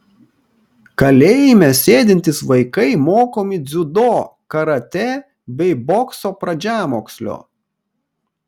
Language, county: Lithuanian, Kaunas